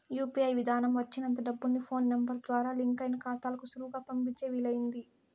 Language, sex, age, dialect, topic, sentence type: Telugu, female, 18-24, Southern, banking, statement